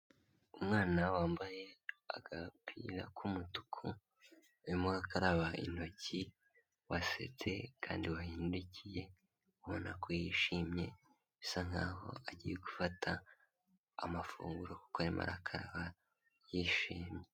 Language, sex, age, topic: Kinyarwanda, male, 18-24, health